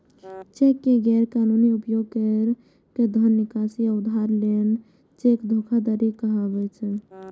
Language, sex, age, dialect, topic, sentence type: Maithili, female, 18-24, Eastern / Thethi, banking, statement